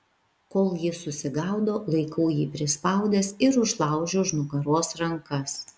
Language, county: Lithuanian, Vilnius